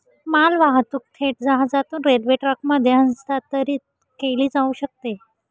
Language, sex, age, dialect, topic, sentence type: Marathi, female, 18-24, Northern Konkan, banking, statement